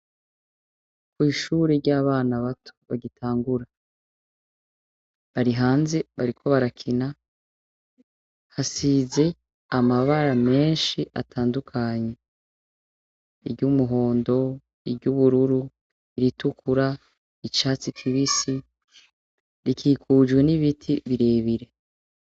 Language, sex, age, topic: Rundi, female, 36-49, education